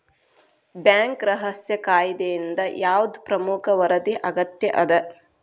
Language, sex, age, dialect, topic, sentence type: Kannada, female, 36-40, Dharwad Kannada, banking, statement